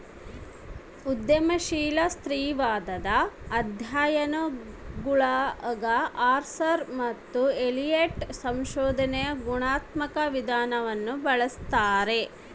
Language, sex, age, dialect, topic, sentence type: Kannada, female, 36-40, Central, banking, statement